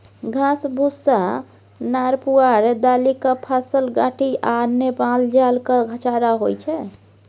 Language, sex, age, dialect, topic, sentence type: Maithili, female, 18-24, Bajjika, agriculture, statement